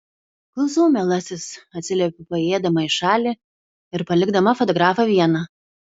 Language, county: Lithuanian, Kaunas